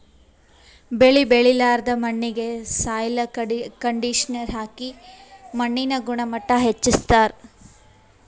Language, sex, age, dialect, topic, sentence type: Kannada, female, 18-24, Northeastern, agriculture, statement